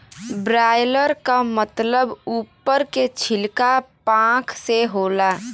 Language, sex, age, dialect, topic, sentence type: Bhojpuri, female, 18-24, Western, agriculture, statement